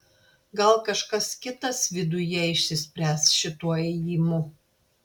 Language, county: Lithuanian, Klaipėda